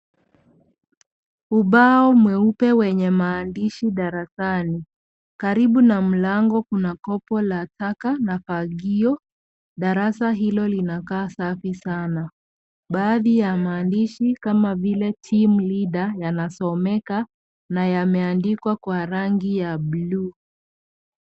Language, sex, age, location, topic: Swahili, female, 25-35, Kisii, education